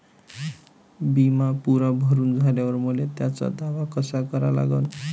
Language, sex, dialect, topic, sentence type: Marathi, male, Varhadi, banking, question